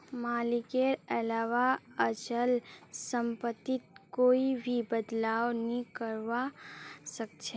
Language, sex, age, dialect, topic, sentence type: Magahi, male, 31-35, Northeastern/Surjapuri, banking, statement